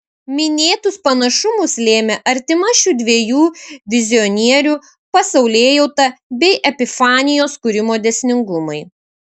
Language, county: Lithuanian, Kaunas